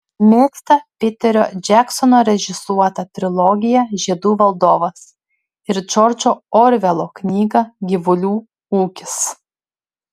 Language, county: Lithuanian, Klaipėda